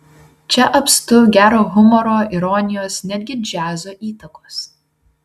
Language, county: Lithuanian, Vilnius